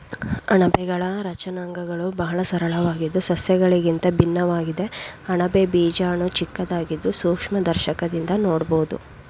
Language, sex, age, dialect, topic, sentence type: Kannada, female, 51-55, Mysore Kannada, agriculture, statement